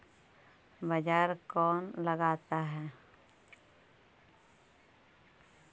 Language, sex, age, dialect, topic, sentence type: Magahi, male, 31-35, Central/Standard, agriculture, question